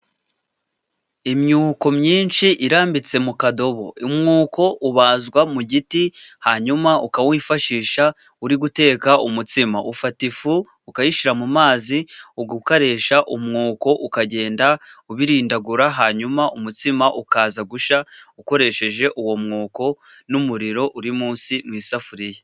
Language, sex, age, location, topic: Kinyarwanda, male, 25-35, Burera, government